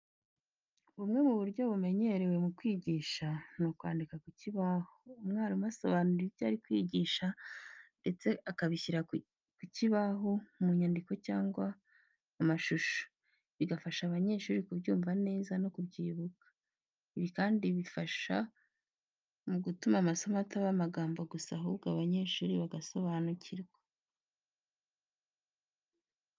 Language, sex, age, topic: Kinyarwanda, female, 25-35, education